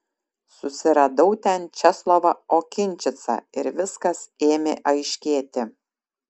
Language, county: Lithuanian, Šiauliai